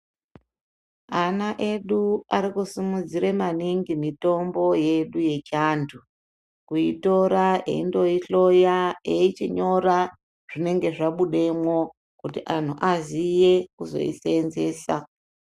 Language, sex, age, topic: Ndau, female, 36-49, health